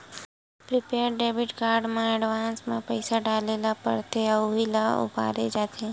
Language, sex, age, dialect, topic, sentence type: Chhattisgarhi, female, 18-24, Western/Budati/Khatahi, banking, statement